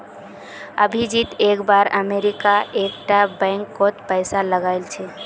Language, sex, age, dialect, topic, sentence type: Magahi, female, 18-24, Northeastern/Surjapuri, banking, statement